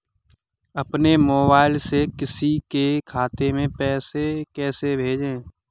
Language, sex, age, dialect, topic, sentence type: Hindi, male, 18-24, Kanauji Braj Bhasha, banking, question